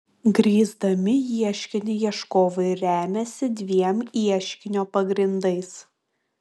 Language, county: Lithuanian, Klaipėda